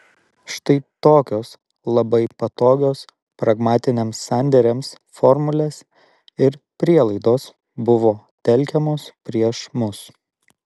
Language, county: Lithuanian, Vilnius